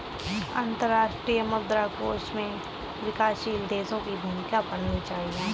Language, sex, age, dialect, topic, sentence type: Hindi, female, 31-35, Kanauji Braj Bhasha, banking, statement